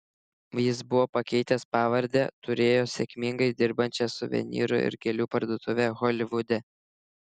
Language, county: Lithuanian, Šiauliai